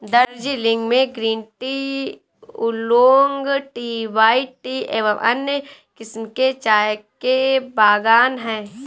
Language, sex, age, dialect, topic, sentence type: Hindi, female, 18-24, Awadhi Bundeli, agriculture, statement